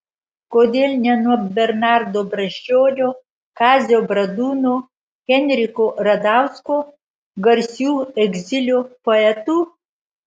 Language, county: Lithuanian, Marijampolė